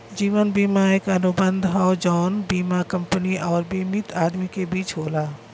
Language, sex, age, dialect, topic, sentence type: Bhojpuri, female, 41-45, Western, banking, statement